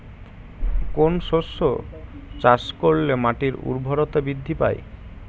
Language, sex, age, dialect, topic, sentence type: Bengali, male, 18-24, Standard Colloquial, agriculture, question